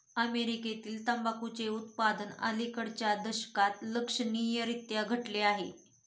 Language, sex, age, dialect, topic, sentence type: Marathi, female, 25-30, Northern Konkan, agriculture, statement